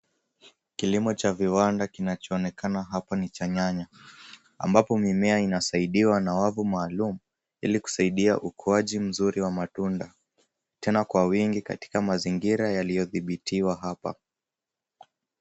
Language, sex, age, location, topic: Swahili, male, 18-24, Nairobi, agriculture